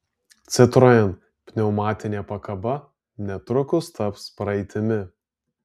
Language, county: Lithuanian, Alytus